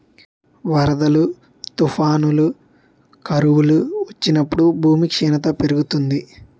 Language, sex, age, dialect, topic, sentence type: Telugu, male, 18-24, Utterandhra, agriculture, statement